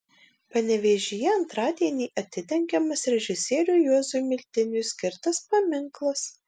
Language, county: Lithuanian, Marijampolė